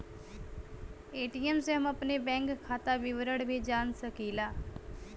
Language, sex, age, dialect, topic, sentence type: Bhojpuri, female, <18, Western, banking, statement